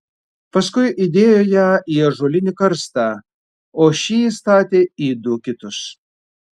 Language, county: Lithuanian, Vilnius